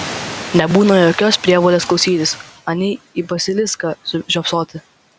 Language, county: Lithuanian, Vilnius